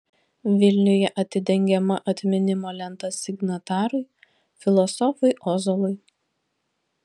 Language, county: Lithuanian, Panevėžys